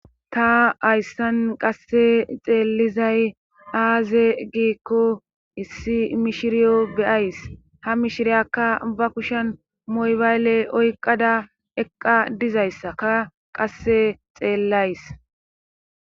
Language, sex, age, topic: Gamo, female, 36-49, government